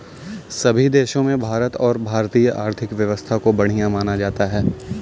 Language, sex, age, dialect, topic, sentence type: Hindi, male, 18-24, Kanauji Braj Bhasha, banking, statement